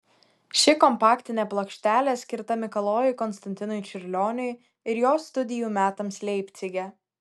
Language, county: Lithuanian, Kaunas